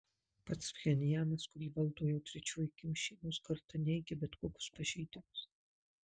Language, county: Lithuanian, Marijampolė